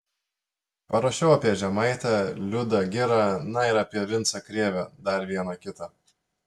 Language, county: Lithuanian, Telšiai